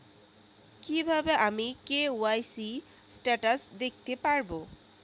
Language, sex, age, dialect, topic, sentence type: Bengali, female, 18-24, Rajbangshi, banking, question